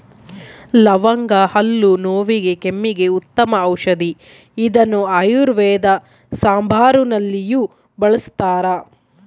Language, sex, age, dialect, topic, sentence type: Kannada, female, 25-30, Central, agriculture, statement